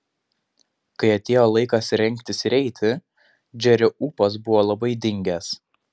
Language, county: Lithuanian, Panevėžys